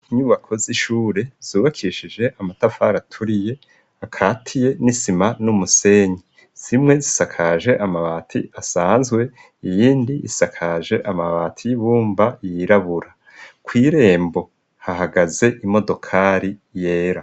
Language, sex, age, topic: Rundi, male, 50+, education